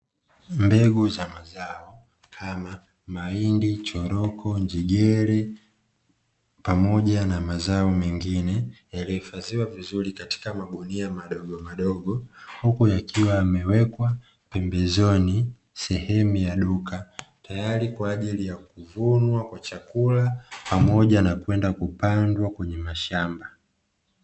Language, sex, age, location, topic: Swahili, male, 25-35, Dar es Salaam, agriculture